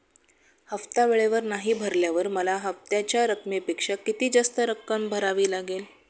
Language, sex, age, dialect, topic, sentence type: Marathi, female, 36-40, Standard Marathi, banking, question